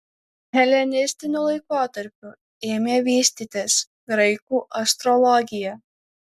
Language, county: Lithuanian, Alytus